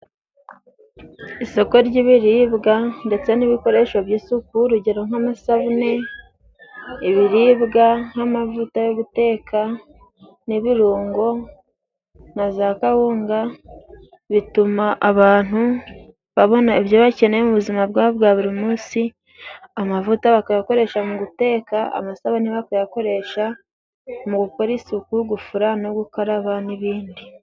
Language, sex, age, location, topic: Kinyarwanda, female, 18-24, Musanze, finance